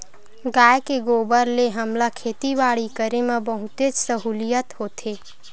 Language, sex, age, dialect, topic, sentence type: Chhattisgarhi, female, 18-24, Western/Budati/Khatahi, agriculture, statement